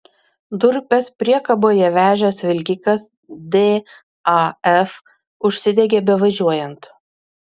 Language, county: Lithuanian, Utena